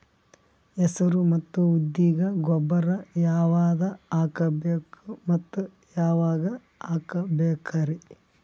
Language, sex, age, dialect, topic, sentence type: Kannada, male, 25-30, Northeastern, agriculture, question